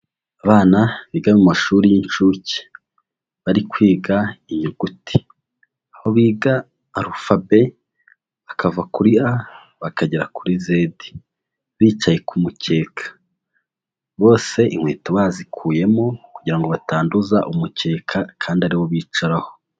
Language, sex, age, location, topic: Kinyarwanda, male, 18-24, Huye, education